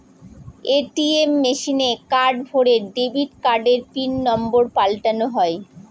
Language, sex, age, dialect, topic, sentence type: Bengali, female, 36-40, Northern/Varendri, banking, statement